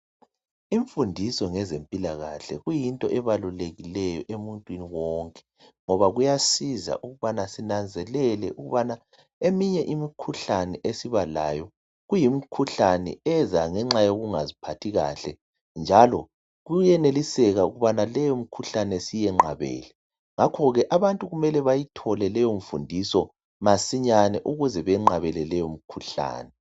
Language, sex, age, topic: North Ndebele, male, 36-49, health